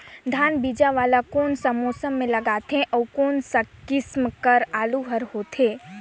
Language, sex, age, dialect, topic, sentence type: Chhattisgarhi, female, 18-24, Northern/Bhandar, agriculture, question